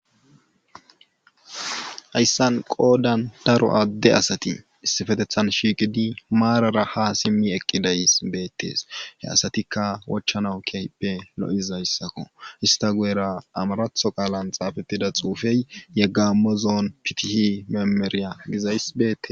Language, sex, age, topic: Gamo, male, 18-24, government